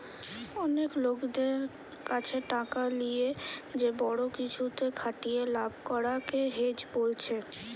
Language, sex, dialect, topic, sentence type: Bengali, female, Western, banking, statement